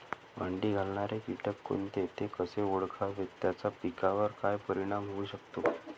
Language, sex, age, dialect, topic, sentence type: Marathi, male, 18-24, Northern Konkan, agriculture, question